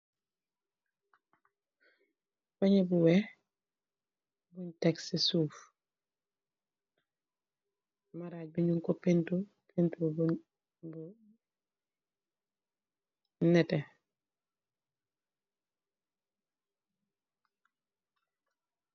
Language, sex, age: Wolof, female, 36-49